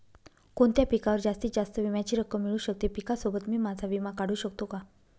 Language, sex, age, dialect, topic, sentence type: Marathi, female, 25-30, Northern Konkan, agriculture, question